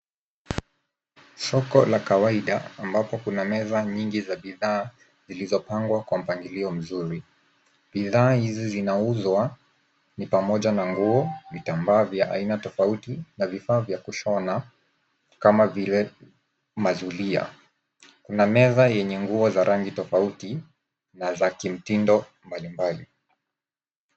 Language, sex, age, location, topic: Swahili, male, 18-24, Nairobi, finance